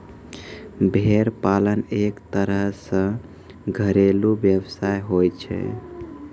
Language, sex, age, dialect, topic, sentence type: Maithili, male, 51-55, Angika, agriculture, statement